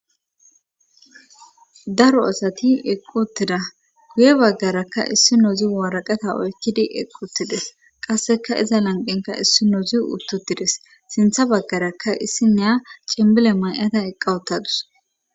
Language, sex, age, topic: Gamo, female, 25-35, government